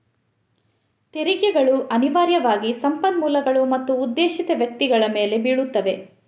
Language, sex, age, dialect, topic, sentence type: Kannada, female, 31-35, Coastal/Dakshin, banking, statement